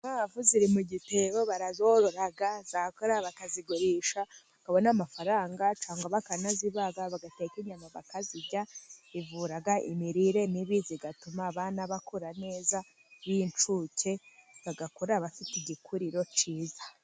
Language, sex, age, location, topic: Kinyarwanda, female, 50+, Musanze, finance